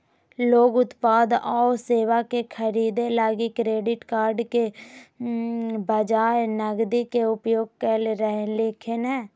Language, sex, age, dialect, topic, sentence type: Magahi, female, 25-30, Southern, banking, statement